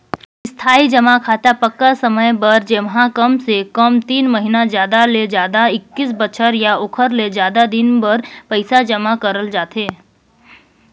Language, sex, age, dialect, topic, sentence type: Chhattisgarhi, female, 18-24, Northern/Bhandar, banking, statement